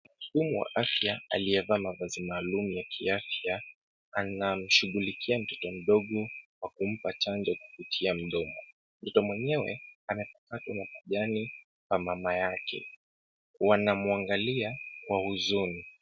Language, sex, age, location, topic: Swahili, male, 25-35, Kisumu, health